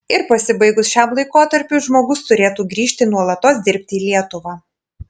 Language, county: Lithuanian, Panevėžys